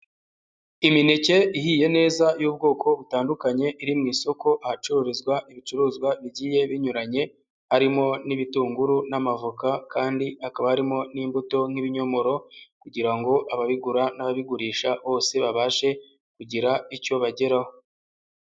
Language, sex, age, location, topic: Kinyarwanda, male, 18-24, Huye, agriculture